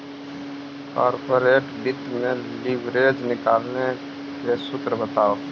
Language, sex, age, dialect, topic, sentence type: Magahi, male, 18-24, Central/Standard, agriculture, statement